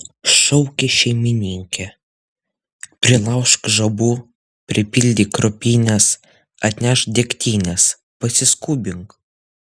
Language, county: Lithuanian, Utena